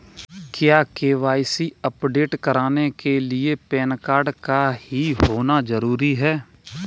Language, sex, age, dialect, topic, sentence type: Hindi, male, 18-24, Kanauji Braj Bhasha, banking, statement